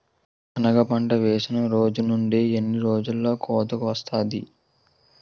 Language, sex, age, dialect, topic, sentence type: Telugu, male, 18-24, Utterandhra, agriculture, question